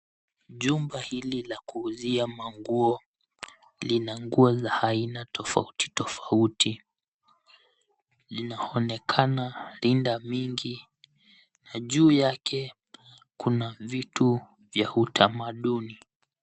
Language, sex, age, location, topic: Swahili, male, 18-24, Nairobi, finance